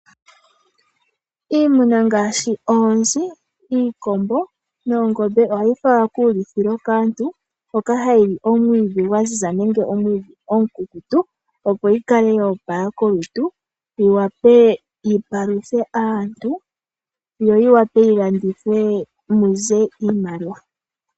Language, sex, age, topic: Oshiwambo, female, 18-24, agriculture